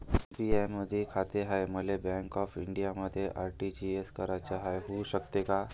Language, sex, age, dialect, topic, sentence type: Marathi, male, 18-24, Varhadi, banking, question